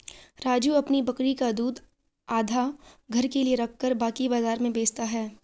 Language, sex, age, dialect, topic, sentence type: Hindi, female, 51-55, Garhwali, agriculture, statement